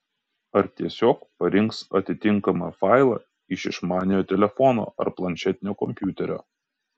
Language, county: Lithuanian, Kaunas